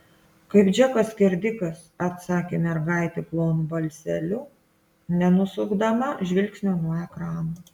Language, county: Lithuanian, Klaipėda